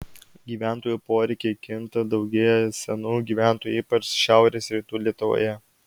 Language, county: Lithuanian, Alytus